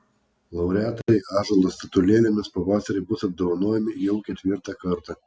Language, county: Lithuanian, Klaipėda